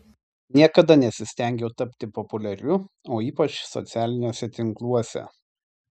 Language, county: Lithuanian, Tauragė